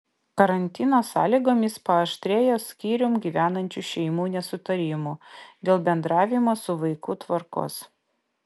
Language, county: Lithuanian, Vilnius